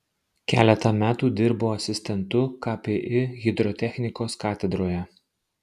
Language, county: Lithuanian, Marijampolė